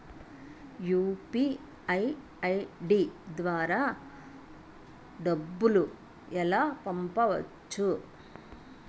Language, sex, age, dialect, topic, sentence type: Telugu, female, 41-45, Utterandhra, banking, question